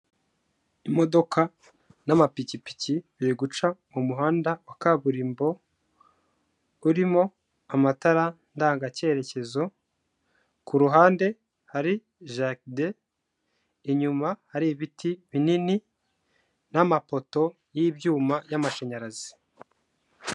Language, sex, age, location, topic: Kinyarwanda, male, 25-35, Kigali, government